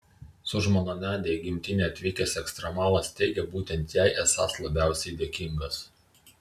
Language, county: Lithuanian, Vilnius